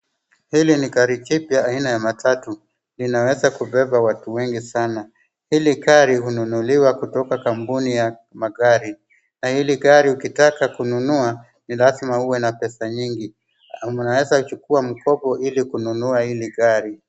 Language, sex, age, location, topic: Swahili, male, 36-49, Wajir, finance